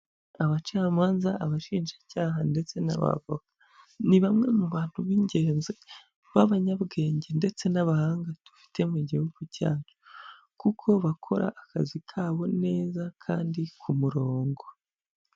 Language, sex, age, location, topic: Kinyarwanda, female, 25-35, Huye, government